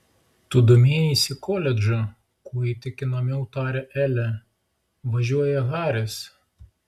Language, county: Lithuanian, Klaipėda